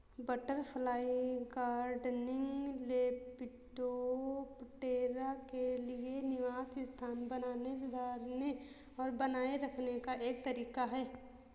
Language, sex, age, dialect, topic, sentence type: Hindi, female, 18-24, Awadhi Bundeli, agriculture, statement